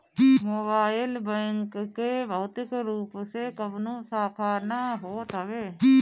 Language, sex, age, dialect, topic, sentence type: Bhojpuri, female, 18-24, Northern, banking, statement